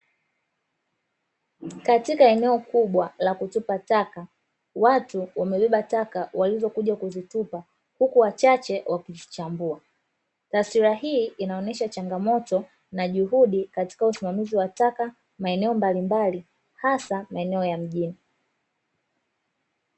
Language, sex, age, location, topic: Swahili, female, 25-35, Dar es Salaam, government